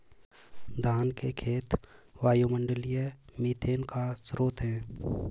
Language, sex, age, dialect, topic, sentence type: Hindi, male, 18-24, Marwari Dhudhari, agriculture, statement